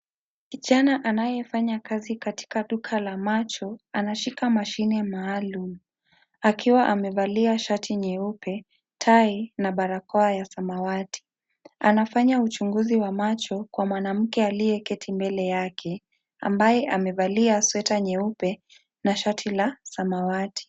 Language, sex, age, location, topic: Swahili, female, 25-35, Kisii, health